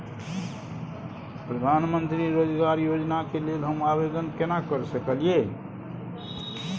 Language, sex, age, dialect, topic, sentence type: Maithili, male, 60-100, Bajjika, banking, question